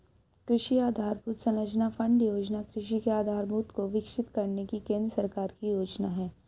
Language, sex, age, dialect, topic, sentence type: Hindi, female, 18-24, Hindustani Malvi Khadi Boli, agriculture, statement